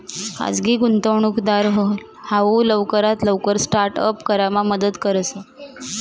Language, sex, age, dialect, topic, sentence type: Marathi, female, 31-35, Northern Konkan, banking, statement